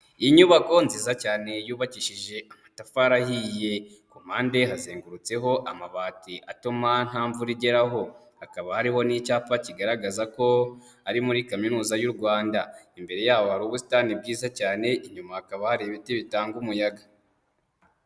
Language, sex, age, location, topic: Kinyarwanda, male, 25-35, Kigali, education